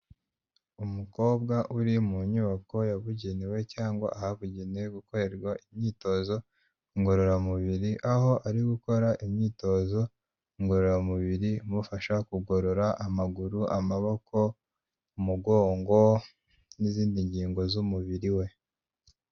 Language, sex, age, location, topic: Kinyarwanda, male, 25-35, Kigali, health